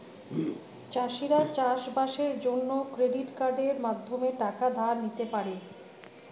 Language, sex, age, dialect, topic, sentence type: Bengali, female, 41-45, Standard Colloquial, agriculture, statement